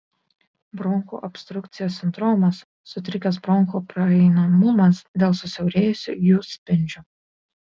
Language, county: Lithuanian, Kaunas